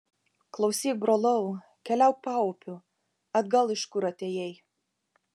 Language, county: Lithuanian, Vilnius